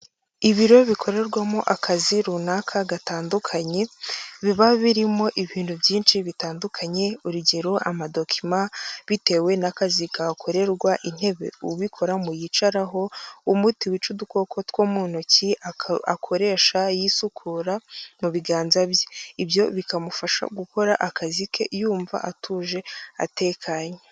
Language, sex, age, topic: Kinyarwanda, female, 18-24, education